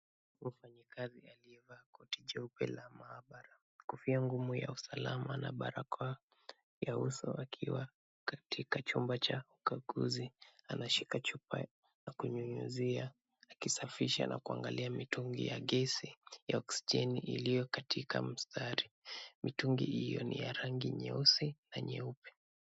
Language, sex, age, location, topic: Swahili, male, 25-35, Kisumu, health